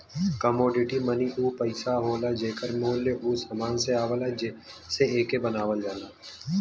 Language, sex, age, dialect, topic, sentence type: Bhojpuri, male, 18-24, Western, banking, statement